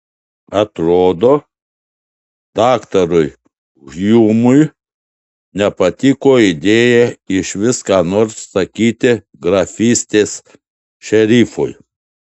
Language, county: Lithuanian, Šiauliai